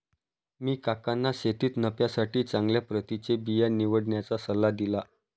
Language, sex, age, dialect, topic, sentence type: Marathi, male, 31-35, Varhadi, agriculture, statement